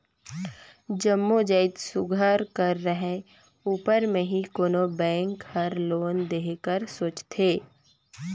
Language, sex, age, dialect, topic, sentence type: Chhattisgarhi, female, 25-30, Northern/Bhandar, banking, statement